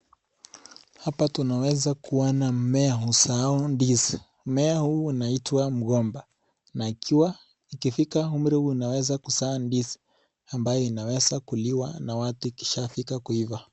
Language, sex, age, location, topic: Swahili, male, 18-24, Nakuru, agriculture